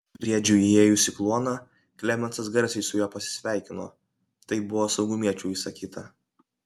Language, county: Lithuanian, Kaunas